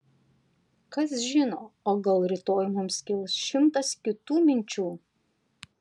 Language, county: Lithuanian, Panevėžys